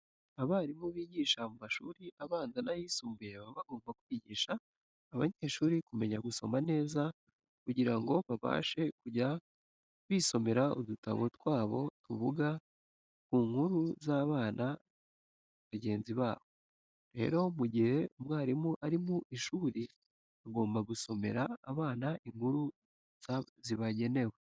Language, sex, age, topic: Kinyarwanda, male, 18-24, education